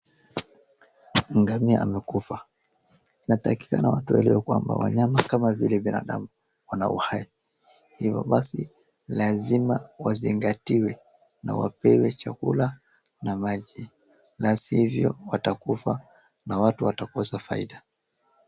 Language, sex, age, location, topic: Swahili, male, 25-35, Wajir, health